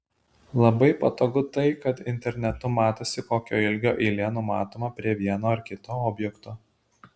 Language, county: Lithuanian, Šiauliai